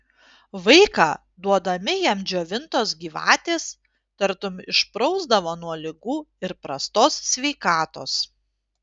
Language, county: Lithuanian, Panevėžys